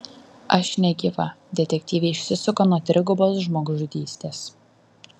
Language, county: Lithuanian, Vilnius